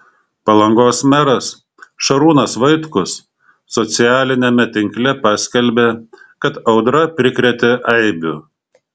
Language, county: Lithuanian, Šiauliai